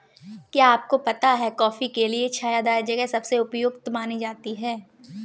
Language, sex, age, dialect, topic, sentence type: Hindi, female, 18-24, Kanauji Braj Bhasha, agriculture, statement